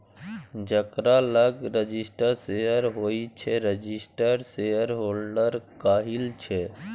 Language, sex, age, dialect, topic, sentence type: Maithili, male, 18-24, Bajjika, banking, statement